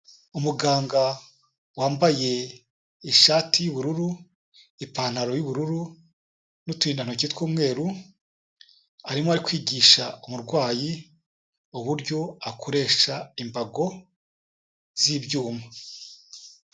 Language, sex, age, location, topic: Kinyarwanda, male, 36-49, Kigali, health